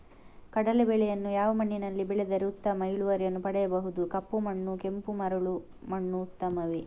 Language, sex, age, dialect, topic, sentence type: Kannada, female, 18-24, Coastal/Dakshin, agriculture, question